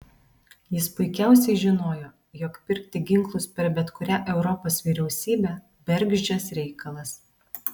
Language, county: Lithuanian, Alytus